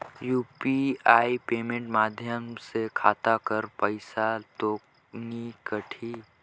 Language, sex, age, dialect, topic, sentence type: Chhattisgarhi, male, 18-24, Northern/Bhandar, banking, question